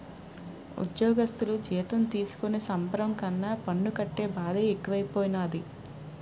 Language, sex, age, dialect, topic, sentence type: Telugu, female, 36-40, Utterandhra, banking, statement